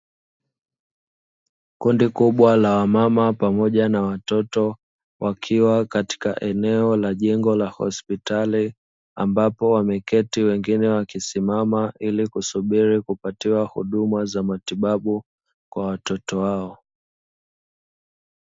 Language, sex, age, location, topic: Swahili, male, 25-35, Dar es Salaam, health